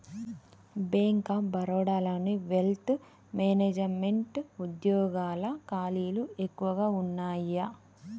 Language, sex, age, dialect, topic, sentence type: Telugu, female, 31-35, Telangana, banking, statement